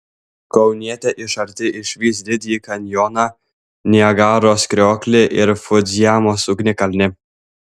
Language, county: Lithuanian, Klaipėda